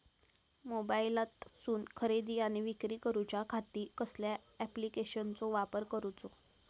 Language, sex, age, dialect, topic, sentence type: Marathi, female, 18-24, Southern Konkan, agriculture, question